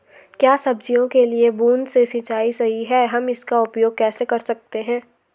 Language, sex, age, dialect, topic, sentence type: Hindi, female, 18-24, Garhwali, agriculture, question